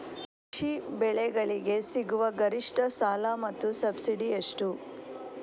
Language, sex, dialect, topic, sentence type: Kannada, female, Coastal/Dakshin, agriculture, question